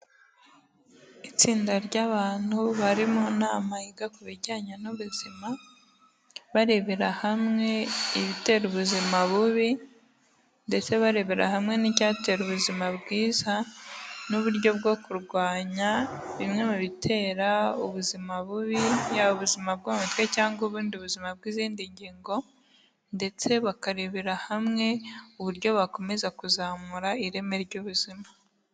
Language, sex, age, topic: Kinyarwanda, female, 18-24, health